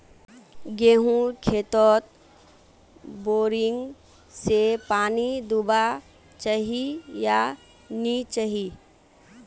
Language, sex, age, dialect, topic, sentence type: Magahi, female, 18-24, Northeastern/Surjapuri, agriculture, question